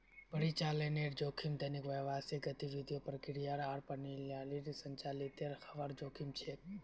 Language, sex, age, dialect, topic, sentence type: Magahi, male, 18-24, Northeastern/Surjapuri, banking, statement